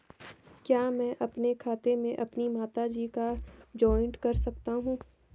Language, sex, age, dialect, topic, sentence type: Hindi, female, 18-24, Hindustani Malvi Khadi Boli, banking, question